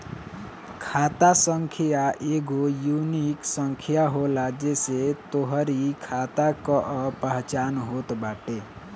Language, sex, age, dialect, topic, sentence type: Bhojpuri, male, <18, Northern, banking, statement